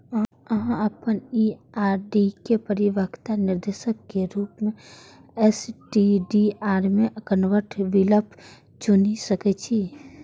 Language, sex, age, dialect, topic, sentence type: Maithili, female, 41-45, Eastern / Thethi, banking, statement